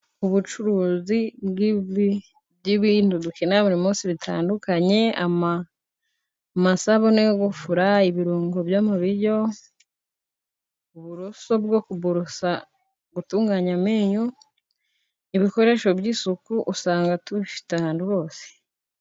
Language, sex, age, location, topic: Kinyarwanda, female, 18-24, Musanze, finance